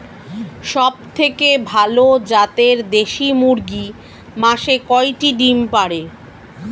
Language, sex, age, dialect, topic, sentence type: Bengali, female, 36-40, Standard Colloquial, agriculture, question